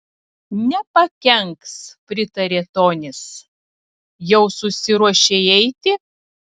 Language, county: Lithuanian, Telšiai